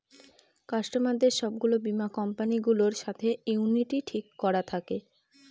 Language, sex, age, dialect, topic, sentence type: Bengali, female, 25-30, Northern/Varendri, banking, statement